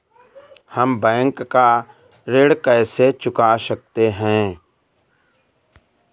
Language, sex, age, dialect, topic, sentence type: Hindi, male, 18-24, Awadhi Bundeli, banking, question